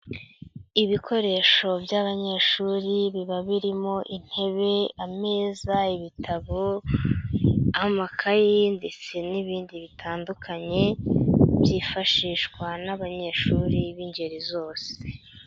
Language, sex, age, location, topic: Kinyarwanda, female, 25-35, Huye, education